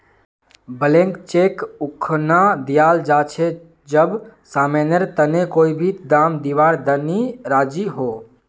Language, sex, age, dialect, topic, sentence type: Magahi, male, 18-24, Northeastern/Surjapuri, banking, statement